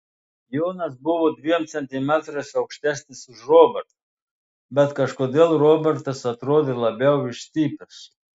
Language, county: Lithuanian, Telšiai